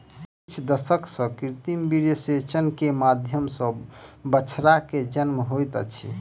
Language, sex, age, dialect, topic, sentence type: Maithili, male, 31-35, Southern/Standard, agriculture, statement